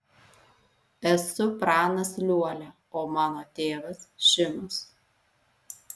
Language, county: Lithuanian, Alytus